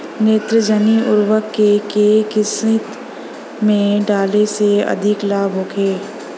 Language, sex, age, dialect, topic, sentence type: Bhojpuri, female, 25-30, Southern / Standard, agriculture, question